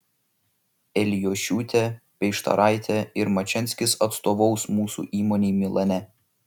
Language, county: Lithuanian, Šiauliai